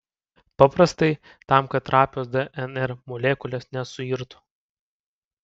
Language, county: Lithuanian, Panevėžys